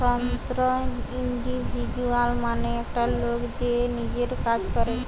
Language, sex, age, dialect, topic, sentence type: Bengali, female, 18-24, Western, banking, statement